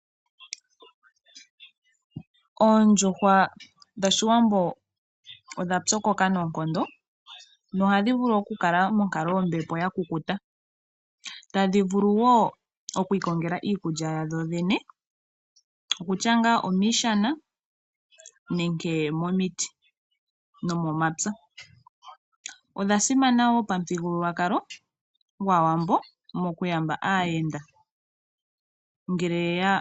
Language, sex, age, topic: Oshiwambo, female, 18-24, agriculture